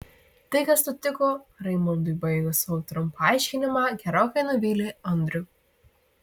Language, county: Lithuanian, Marijampolė